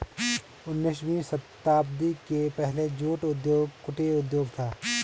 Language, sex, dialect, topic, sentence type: Hindi, male, Garhwali, agriculture, statement